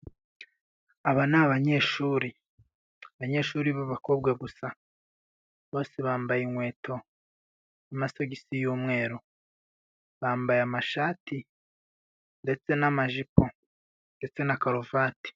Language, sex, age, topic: Kinyarwanda, male, 25-35, education